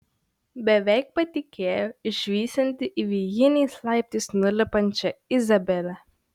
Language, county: Lithuanian, Šiauliai